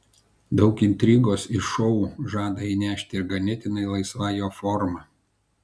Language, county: Lithuanian, Kaunas